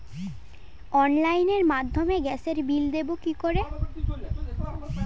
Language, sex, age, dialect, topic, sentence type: Bengali, female, 18-24, Standard Colloquial, banking, question